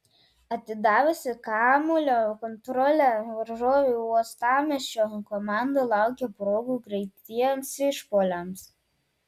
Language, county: Lithuanian, Telšiai